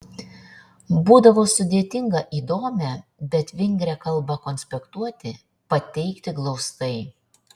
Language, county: Lithuanian, Šiauliai